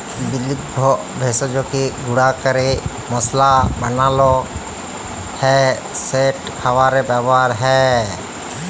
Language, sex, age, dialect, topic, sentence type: Bengali, male, 31-35, Jharkhandi, agriculture, statement